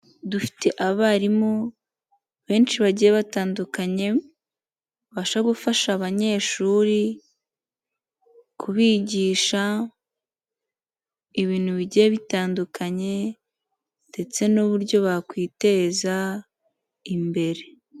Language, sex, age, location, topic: Kinyarwanda, female, 18-24, Nyagatare, education